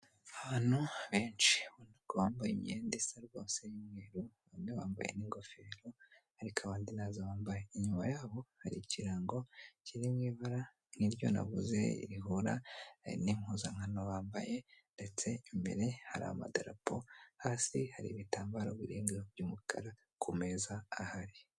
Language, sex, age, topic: Kinyarwanda, male, 18-24, government